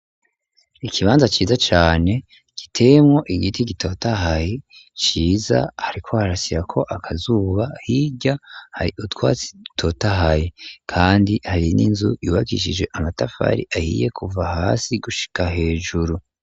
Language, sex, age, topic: Rundi, male, 36-49, education